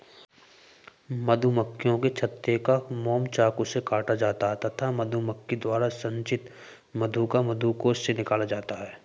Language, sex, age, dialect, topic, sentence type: Hindi, male, 18-24, Hindustani Malvi Khadi Boli, agriculture, statement